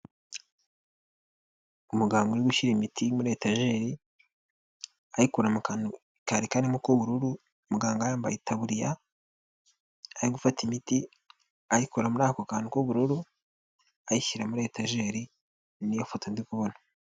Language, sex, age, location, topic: Kinyarwanda, male, 18-24, Nyagatare, health